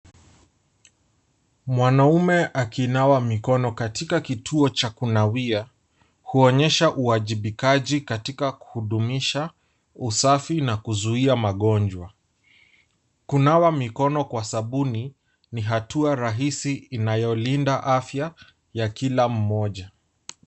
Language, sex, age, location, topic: Swahili, male, 18-24, Nairobi, health